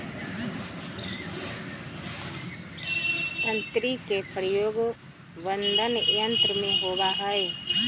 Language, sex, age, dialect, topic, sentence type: Magahi, female, 36-40, Western, agriculture, statement